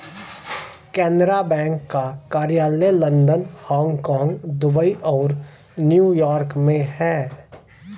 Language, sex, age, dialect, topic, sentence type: Hindi, male, 36-40, Hindustani Malvi Khadi Boli, banking, statement